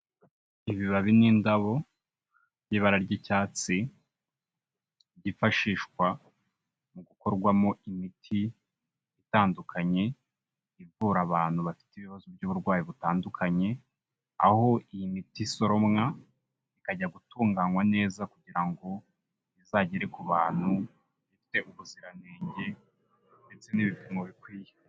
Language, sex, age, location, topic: Kinyarwanda, male, 25-35, Kigali, health